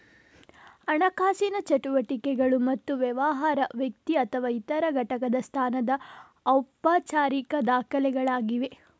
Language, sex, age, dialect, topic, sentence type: Kannada, female, 18-24, Coastal/Dakshin, banking, statement